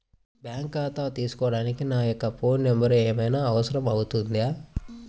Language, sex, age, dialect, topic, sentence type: Telugu, male, 41-45, Central/Coastal, banking, question